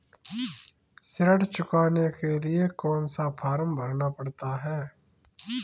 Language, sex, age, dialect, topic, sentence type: Hindi, male, 25-30, Kanauji Braj Bhasha, banking, question